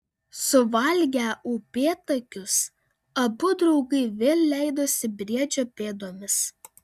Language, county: Lithuanian, Panevėžys